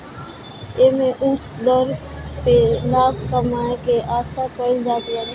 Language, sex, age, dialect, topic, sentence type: Bhojpuri, female, 18-24, Northern, banking, statement